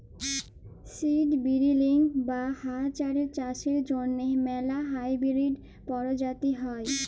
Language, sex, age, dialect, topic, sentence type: Bengali, female, 18-24, Jharkhandi, agriculture, statement